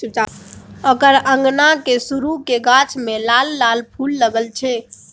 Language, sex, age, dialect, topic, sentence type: Maithili, female, 18-24, Bajjika, agriculture, statement